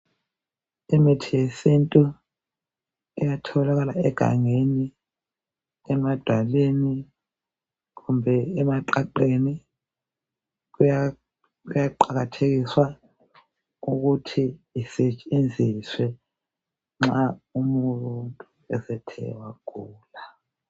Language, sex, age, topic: North Ndebele, female, 50+, health